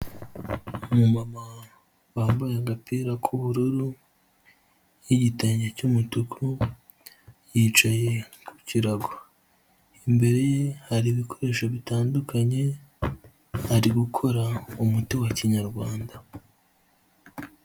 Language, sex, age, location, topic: Kinyarwanda, male, 25-35, Nyagatare, health